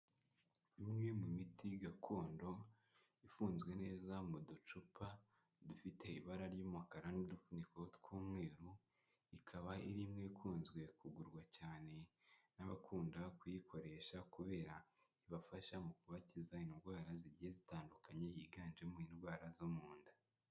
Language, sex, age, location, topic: Kinyarwanda, male, 25-35, Kigali, health